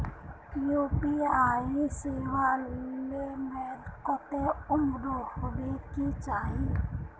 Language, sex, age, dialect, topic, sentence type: Magahi, female, 18-24, Northeastern/Surjapuri, banking, question